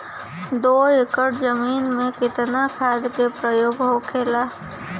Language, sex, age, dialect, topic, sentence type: Bhojpuri, female, <18, Western, agriculture, question